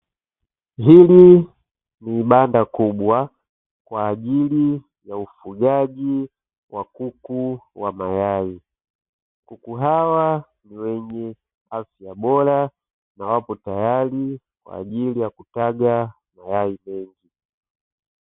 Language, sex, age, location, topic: Swahili, male, 25-35, Dar es Salaam, agriculture